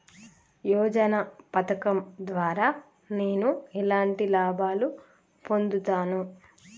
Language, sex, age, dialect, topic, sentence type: Telugu, female, 31-35, Telangana, banking, question